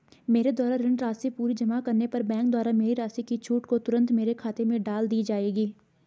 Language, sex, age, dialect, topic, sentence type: Hindi, female, 18-24, Garhwali, banking, question